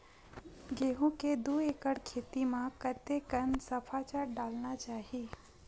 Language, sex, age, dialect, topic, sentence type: Chhattisgarhi, female, 60-100, Western/Budati/Khatahi, agriculture, question